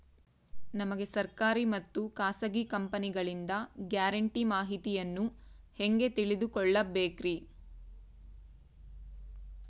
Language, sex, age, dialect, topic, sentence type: Kannada, female, 25-30, Central, banking, question